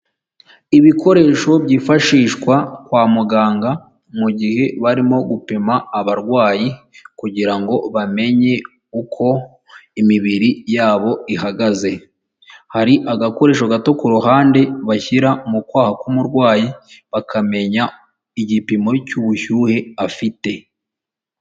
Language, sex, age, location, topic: Kinyarwanda, female, 18-24, Huye, health